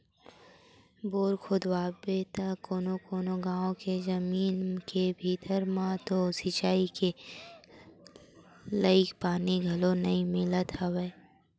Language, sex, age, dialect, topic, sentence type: Chhattisgarhi, female, 18-24, Western/Budati/Khatahi, agriculture, statement